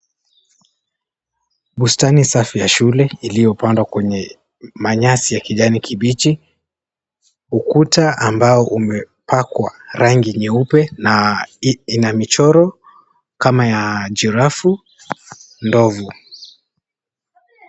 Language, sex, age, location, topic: Swahili, male, 18-24, Mombasa, education